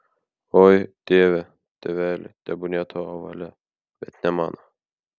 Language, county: Lithuanian, Kaunas